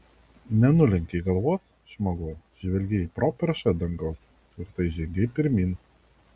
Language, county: Lithuanian, Vilnius